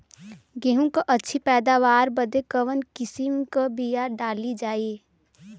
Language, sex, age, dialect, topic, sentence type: Bhojpuri, female, 18-24, Western, agriculture, question